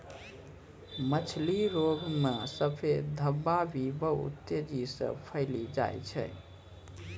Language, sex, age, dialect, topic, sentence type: Maithili, male, 18-24, Angika, agriculture, statement